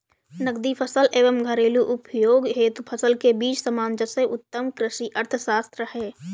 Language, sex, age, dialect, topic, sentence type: Hindi, female, 18-24, Awadhi Bundeli, agriculture, statement